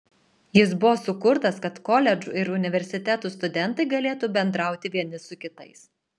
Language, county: Lithuanian, Alytus